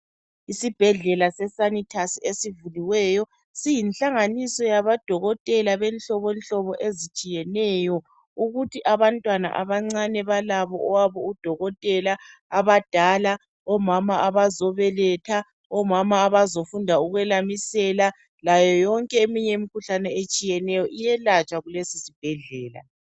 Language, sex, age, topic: North Ndebele, female, 36-49, health